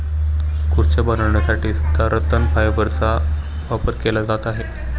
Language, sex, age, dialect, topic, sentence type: Marathi, male, 18-24, Standard Marathi, agriculture, statement